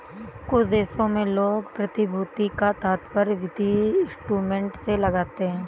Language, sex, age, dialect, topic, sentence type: Hindi, female, 18-24, Awadhi Bundeli, banking, statement